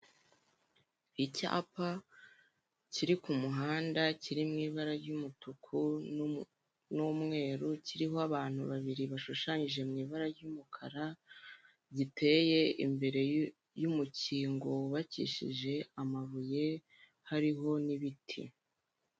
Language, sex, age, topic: Kinyarwanda, female, 18-24, government